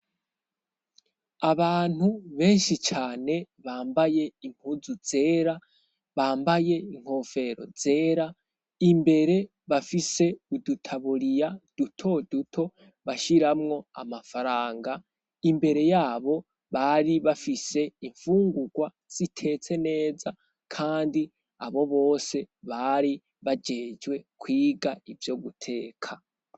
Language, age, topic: Rundi, 18-24, education